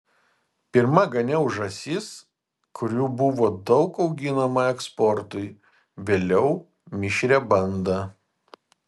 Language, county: Lithuanian, Vilnius